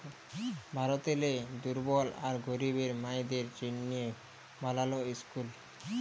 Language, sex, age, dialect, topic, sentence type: Bengali, male, 18-24, Jharkhandi, banking, statement